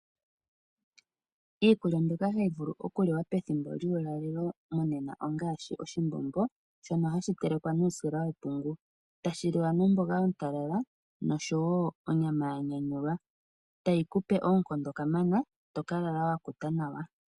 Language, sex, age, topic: Oshiwambo, female, 18-24, agriculture